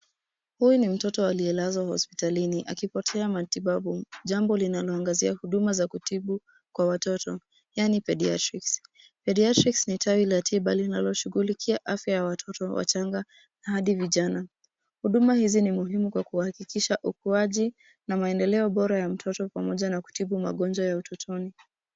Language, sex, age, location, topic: Swahili, female, 18-24, Nairobi, health